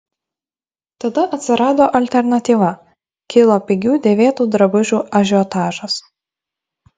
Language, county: Lithuanian, Vilnius